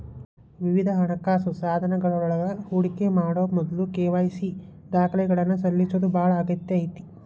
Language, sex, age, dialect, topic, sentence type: Kannada, male, 31-35, Dharwad Kannada, banking, statement